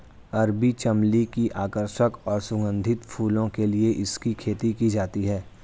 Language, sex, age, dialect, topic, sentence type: Hindi, male, 46-50, Hindustani Malvi Khadi Boli, agriculture, statement